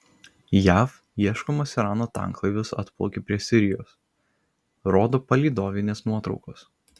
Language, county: Lithuanian, Kaunas